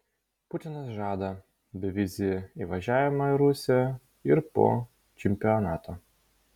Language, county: Lithuanian, Vilnius